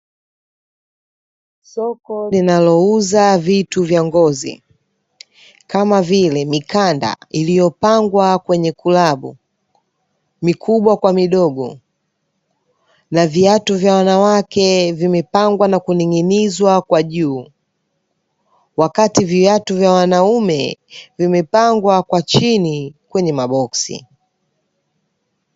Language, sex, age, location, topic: Swahili, female, 25-35, Dar es Salaam, finance